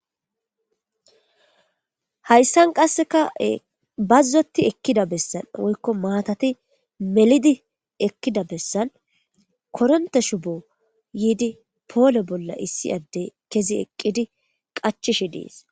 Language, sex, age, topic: Gamo, female, 25-35, government